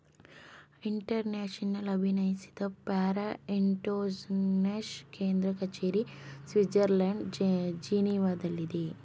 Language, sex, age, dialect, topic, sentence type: Kannada, female, 18-24, Mysore Kannada, banking, statement